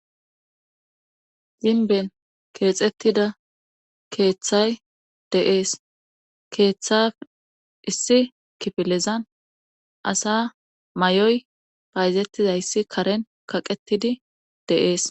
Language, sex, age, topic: Gamo, male, 25-35, government